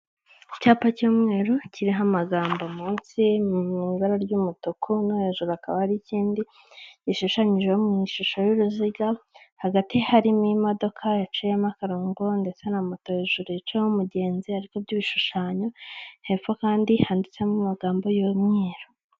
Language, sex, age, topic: Kinyarwanda, female, 25-35, government